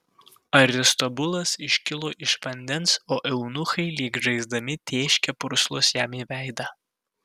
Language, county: Lithuanian, Vilnius